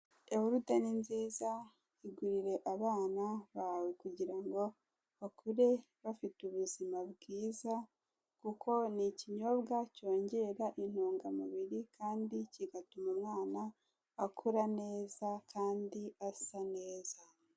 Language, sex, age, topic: Kinyarwanda, female, 36-49, finance